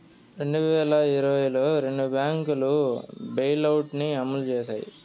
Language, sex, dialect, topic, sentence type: Telugu, male, Southern, banking, statement